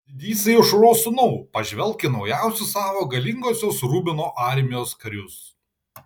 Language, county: Lithuanian, Panevėžys